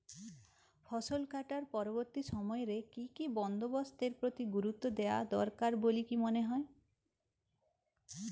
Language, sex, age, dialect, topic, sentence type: Bengali, female, 36-40, Western, agriculture, statement